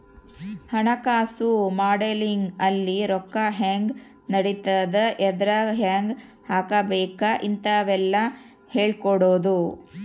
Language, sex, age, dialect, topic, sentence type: Kannada, female, 36-40, Central, banking, statement